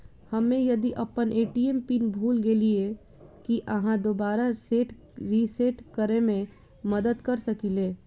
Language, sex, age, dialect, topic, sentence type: Maithili, female, 25-30, Southern/Standard, banking, question